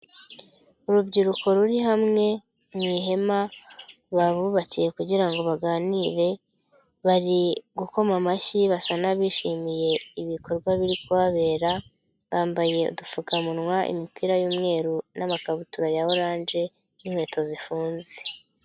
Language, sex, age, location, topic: Kinyarwanda, male, 25-35, Nyagatare, health